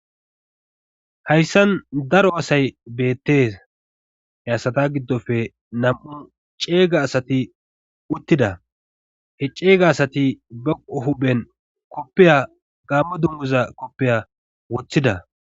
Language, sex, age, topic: Gamo, male, 25-35, government